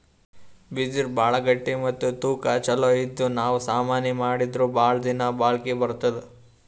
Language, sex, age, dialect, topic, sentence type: Kannada, male, 18-24, Northeastern, agriculture, statement